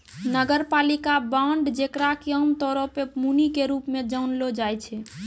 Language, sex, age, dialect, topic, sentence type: Maithili, female, 18-24, Angika, banking, statement